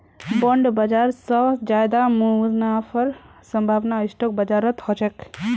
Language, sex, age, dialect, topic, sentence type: Magahi, female, 18-24, Northeastern/Surjapuri, banking, statement